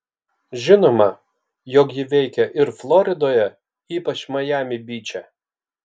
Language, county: Lithuanian, Kaunas